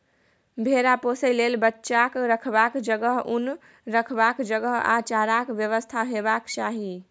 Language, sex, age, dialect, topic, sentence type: Maithili, female, 18-24, Bajjika, agriculture, statement